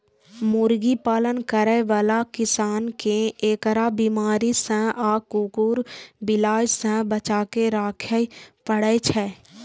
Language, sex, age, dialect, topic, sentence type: Maithili, female, 18-24, Eastern / Thethi, agriculture, statement